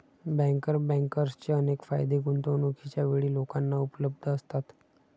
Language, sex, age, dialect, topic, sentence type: Marathi, male, 60-100, Standard Marathi, banking, statement